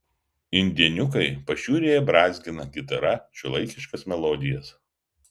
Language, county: Lithuanian, Vilnius